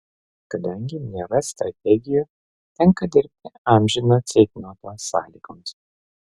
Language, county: Lithuanian, Vilnius